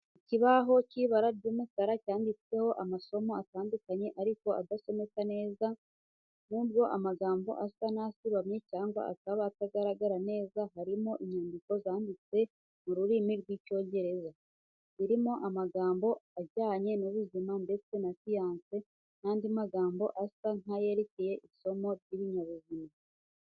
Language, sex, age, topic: Kinyarwanda, female, 18-24, education